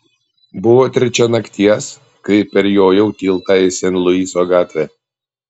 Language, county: Lithuanian, Panevėžys